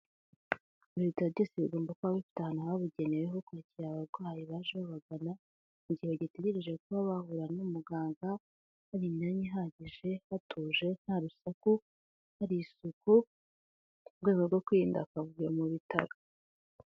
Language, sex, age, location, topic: Kinyarwanda, female, 18-24, Kigali, health